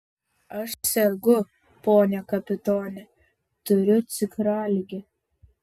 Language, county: Lithuanian, Vilnius